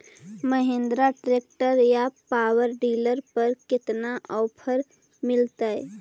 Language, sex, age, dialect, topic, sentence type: Magahi, female, 18-24, Central/Standard, agriculture, question